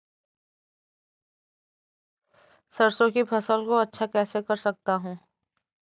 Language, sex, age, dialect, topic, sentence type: Hindi, female, 18-24, Awadhi Bundeli, agriculture, question